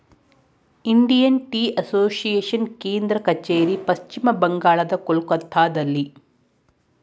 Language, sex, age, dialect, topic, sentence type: Kannada, female, 46-50, Mysore Kannada, agriculture, statement